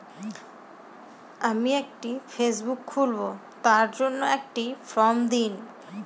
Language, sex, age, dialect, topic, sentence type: Bengali, female, 18-24, Northern/Varendri, banking, question